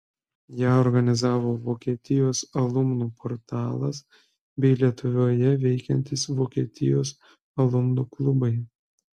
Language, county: Lithuanian, Kaunas